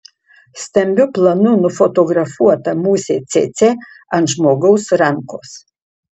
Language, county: Lithuanian, Utena